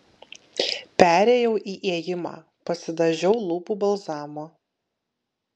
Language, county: Lithuanian, Kaunas